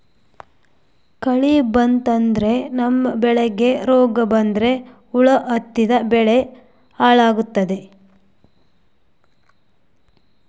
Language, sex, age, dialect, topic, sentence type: Kannada, male, 36-40, Northeastern, agriculture, statement